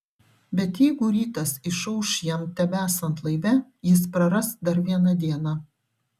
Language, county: Lithuanian, Šiauliai